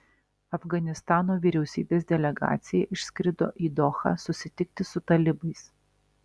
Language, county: Lithuanian, Alytus